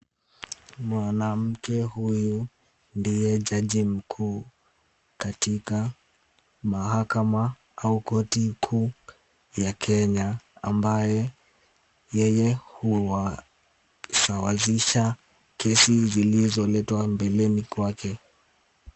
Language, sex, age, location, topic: Swahili, male, 18-24, Kisumu, government